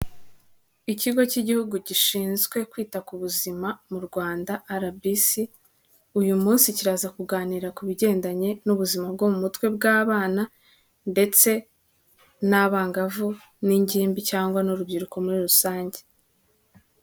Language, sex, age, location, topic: Kinyarwanda, female, 18-24, Kigali, health